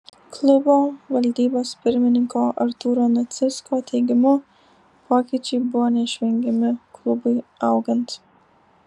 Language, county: Lithuanian, Alytus